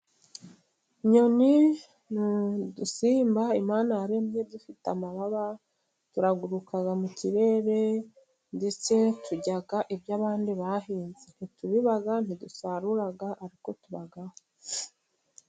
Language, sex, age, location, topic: Kinyarwanda, female, 36-49, Musanze, agriculture